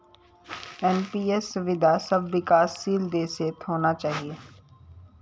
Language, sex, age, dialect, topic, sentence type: Magahi, female, 18-24, Northeastern/Surjapuri, banking, statement